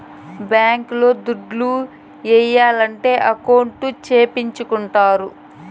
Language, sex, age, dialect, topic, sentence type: Telugu, female, 18-24, Southern, banking, statement